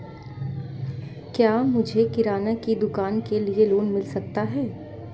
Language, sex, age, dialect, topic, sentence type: Hindi, female, 18-24, Marwari Dhudhari, banking, question